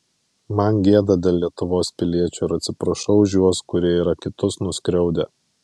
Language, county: Lithuanian, Vilnius